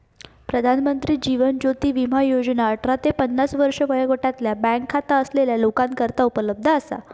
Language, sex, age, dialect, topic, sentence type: Marathi, female, 18-24, Southern Konkan, banking, statement